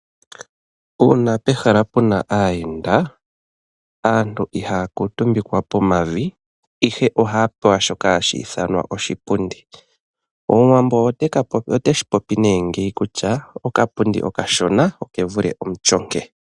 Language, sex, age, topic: Oshiwambo, male, 25-35, finance